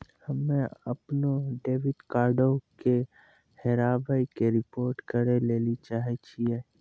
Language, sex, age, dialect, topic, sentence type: Maithili, male, 18-24, Angika, banking, statement